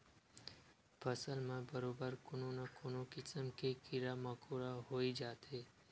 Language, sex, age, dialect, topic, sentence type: Chhattisgarhi, male, 18-24, Western/Budati/Khatahi, agriculture, statement